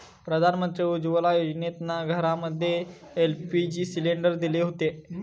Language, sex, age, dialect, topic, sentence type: Marathi, male, 25-30, Southern Konkan, agriculture, statement